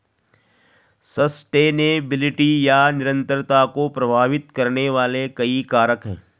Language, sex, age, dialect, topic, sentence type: Hindi, male, 36-40, Garhwali, agriculture, statement